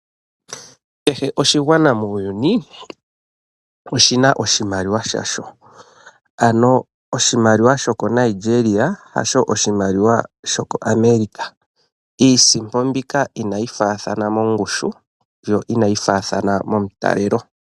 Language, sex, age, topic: Oshiwambo, male, 25-35, finance